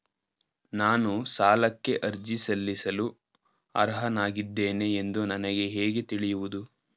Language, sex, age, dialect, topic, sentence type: Kannada, male, 18-24, Mysore Kannada, banking, statement